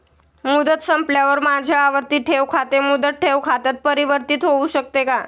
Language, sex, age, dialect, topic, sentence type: Marathi, male, 18-24, Standard Marathi, banking, statement